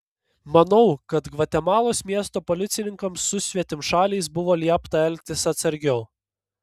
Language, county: Lithuanian, Panevėžys